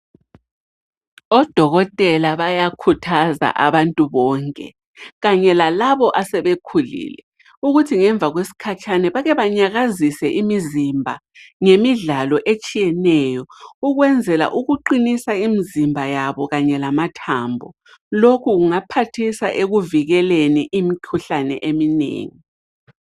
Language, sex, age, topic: North Ndebele, female, 36-49, health